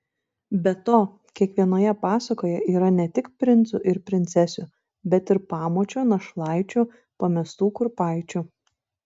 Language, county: Lithuanian, Šiauliai